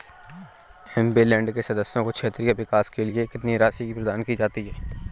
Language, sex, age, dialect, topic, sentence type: Hindi, male, 31-35, Awadhi Bundeli, banking, statement